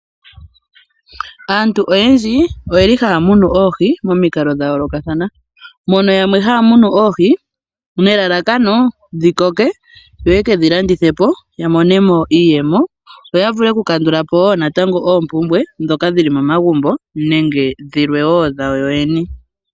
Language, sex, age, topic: Oshiwambo, female, 25-35, agriculture